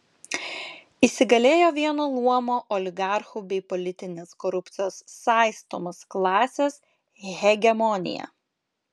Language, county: Lithuanian, Klaipėda